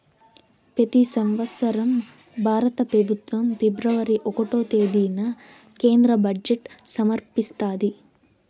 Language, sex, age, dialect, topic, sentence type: Telugu, female, 18-24, Southern, banking, statement